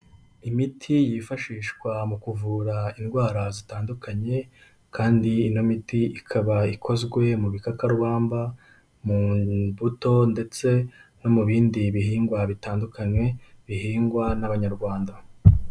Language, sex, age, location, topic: Kinyarwanda, male, 18-24, Kigali, health